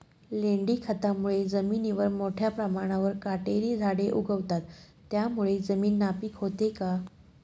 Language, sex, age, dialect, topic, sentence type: Marathi, female, 31-35, Northern Konkan, agriculture, question